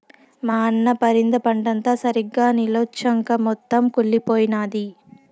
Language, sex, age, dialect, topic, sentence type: Telugu, female, 46-50, Southern, agriculture, statement